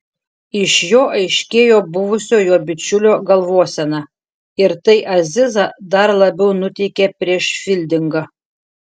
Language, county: Lithuanian, Šiauliai